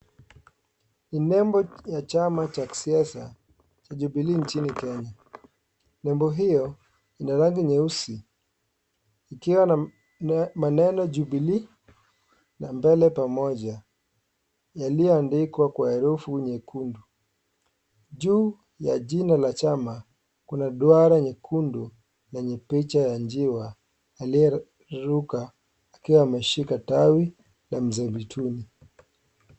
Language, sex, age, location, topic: Swahili, male, 18-24, Kisii, government